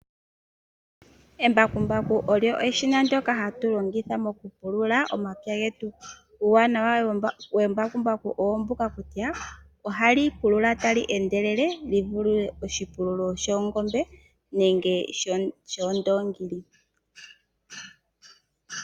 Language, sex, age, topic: Oshiwambo, female, 25-35, agriculture